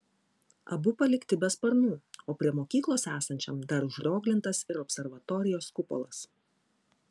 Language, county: Lithuanian, Klaipėda